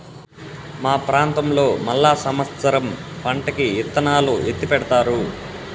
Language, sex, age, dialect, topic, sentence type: Telugu, male, 18-24, Southern, agriculture, statement